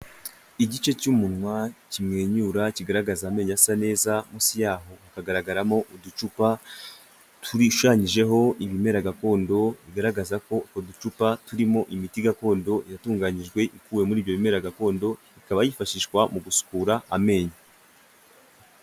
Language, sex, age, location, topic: Kinyarwanda, male, 18-24, Kigali, health